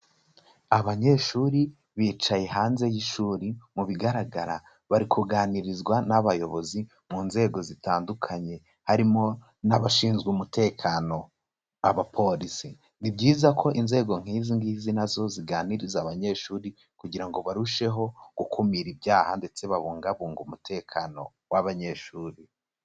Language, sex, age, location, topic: Kinyarwanda, male, 18-24, Kigali, education